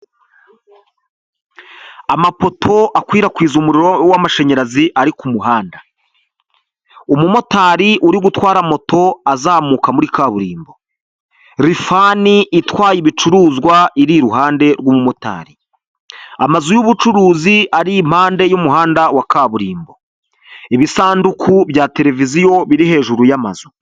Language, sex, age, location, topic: Kinyarwanda, male, 25-35, Huye, government